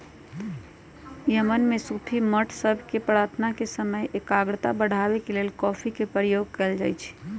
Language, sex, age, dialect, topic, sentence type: Magahi, female, 18-24, Western, agriculture, statement